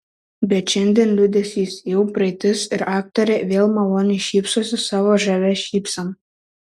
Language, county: Lithuanian, Šiauliai